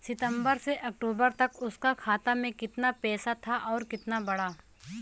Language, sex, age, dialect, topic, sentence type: Bhojpuri, female, 25-30, Western, banking, question